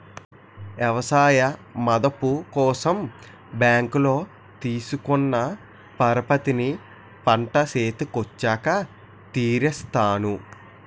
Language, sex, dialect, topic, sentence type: Telugu, male, Utterandhra, banking, statement